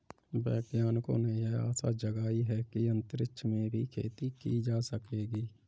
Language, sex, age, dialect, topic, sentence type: Hindi, male, 25-30, Kanauji Braj Bhasha, agriculture, statement